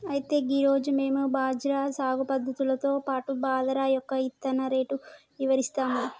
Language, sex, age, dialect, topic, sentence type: Telugu, male, 18-24, Telangana, agriculture, statement